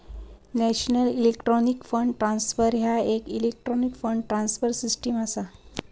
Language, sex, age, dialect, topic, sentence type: Marathi, female, 18-24, Southern Konkan, banking, statement